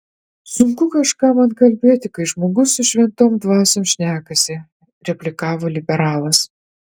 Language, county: Lithuanian, Utena